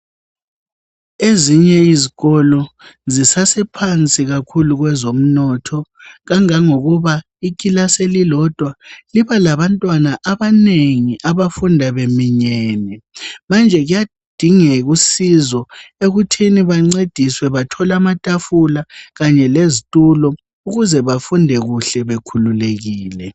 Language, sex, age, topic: North Ndebele, female, 25-35, education